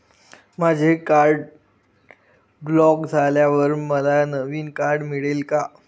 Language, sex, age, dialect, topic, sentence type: Marathi, male, 25-30, Standard Marathi, banking, statement